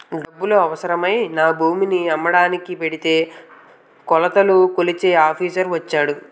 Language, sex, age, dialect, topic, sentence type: Telugu, male, 18-24, Utterandhra, agriculture, statement